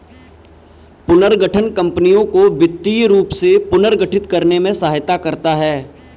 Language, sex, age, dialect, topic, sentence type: Hindi, male, 18-24, Kanauji Braj Bhasha, banking, statement